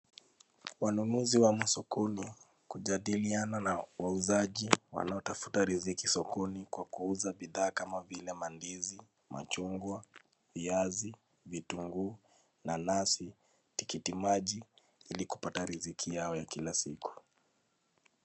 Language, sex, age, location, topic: Swahili, male, 25-35, Nairobi, finance